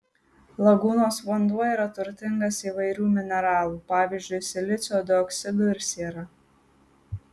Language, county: Lithuanian, Marijampolė